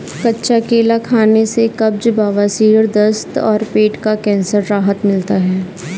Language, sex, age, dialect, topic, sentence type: Hindi, female, 25-30, Kanauji Braj Bhasha, agriculture, statement